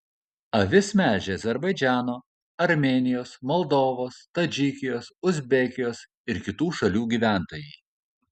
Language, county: Lithuanian, Kaunas